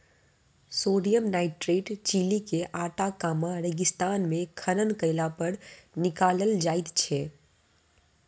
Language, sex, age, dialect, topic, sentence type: Maithili, female, 25-30, Southern/Standard, agriculture, statement